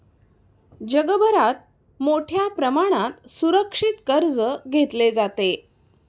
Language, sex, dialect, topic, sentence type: Marathi, female, Standard Marathi, banking, statement